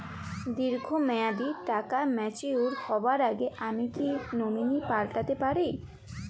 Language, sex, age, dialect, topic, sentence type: Bengali, female, 18-24, Jharkhandi, banking, question